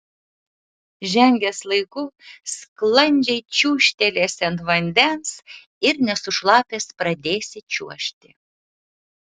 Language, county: Lithuanian, Utena